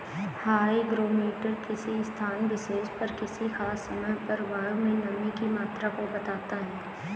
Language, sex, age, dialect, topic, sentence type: Hindi, female, 18-24, Awadhi Bundeli, agriculture, statement